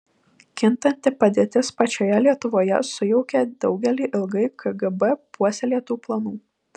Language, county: Lithuanian, Vilnius